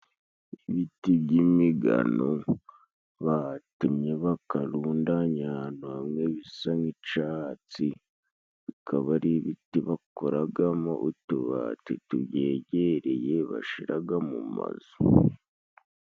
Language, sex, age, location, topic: Kinyarwanda, male, 18-24, Musanze, government